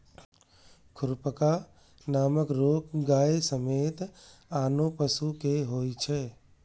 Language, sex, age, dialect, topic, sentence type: Maithili, male, 31-35, Eastern / Thethi, agriculture, statement